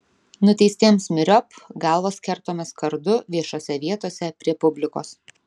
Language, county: Lithuanian, Vilnius